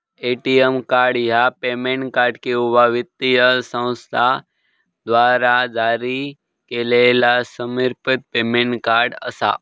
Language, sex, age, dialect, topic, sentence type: Marathi, male, 18-24, Southern Konkan, banking, statement